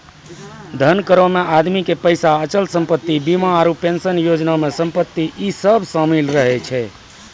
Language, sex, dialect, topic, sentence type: Maithili, male, Angika, banking, statement